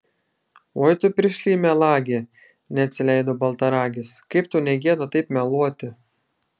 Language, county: Lithuanian, Šiauliai